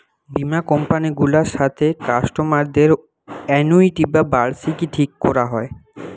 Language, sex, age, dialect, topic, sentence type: Bengali, male, 18-24, Western, banking, statement